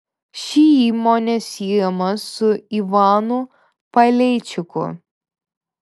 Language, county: Lithuanian, Vilnius